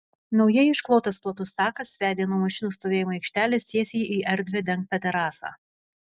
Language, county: Lithuanian, Vilnius